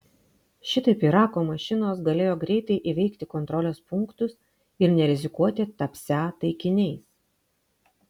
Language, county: Lithuanian, Vilnius